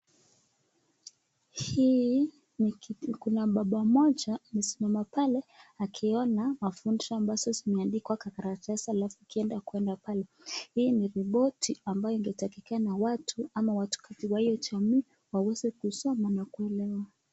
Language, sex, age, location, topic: Swahili, female, 18-24, Nakuru, health